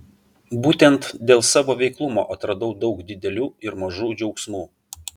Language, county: Lithuanian, Vilnius